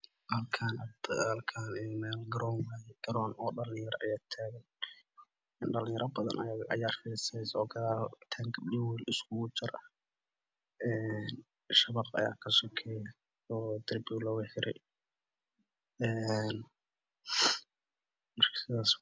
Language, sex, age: Somali, male, 18-24